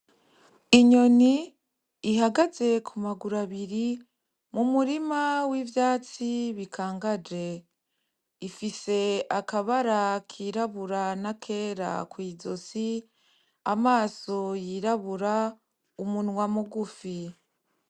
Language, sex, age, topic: Rundi, female, 25-35, agriculture